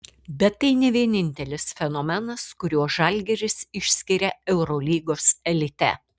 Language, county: Lithuanian, Kaunas